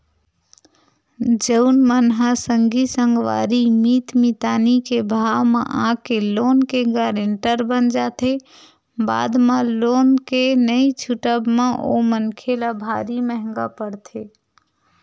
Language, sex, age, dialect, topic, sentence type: Chhattisgarhi, female, 46-50, Western/Budati/Khatahi, banking, statement